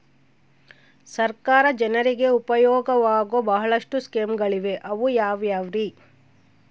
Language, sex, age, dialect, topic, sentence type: Kannada, female, 36-40, Central, banking, question